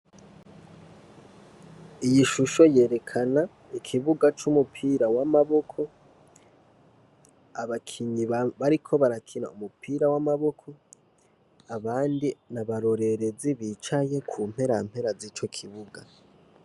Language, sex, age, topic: Rundi, male, 18-24, education